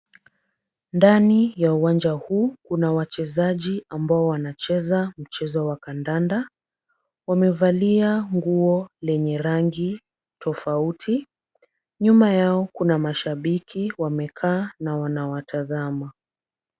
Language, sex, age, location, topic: Swahili, female, 50+, Kisumu, government